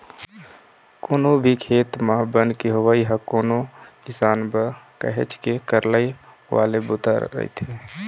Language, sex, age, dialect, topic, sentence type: Chhattisgarhi, male, 25-30, Eastern, agriculture, statement